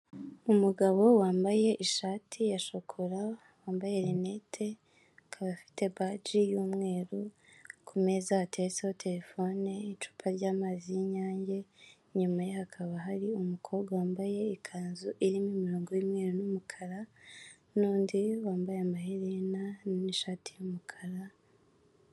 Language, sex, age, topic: Kinyarwanda, female, 18-24, government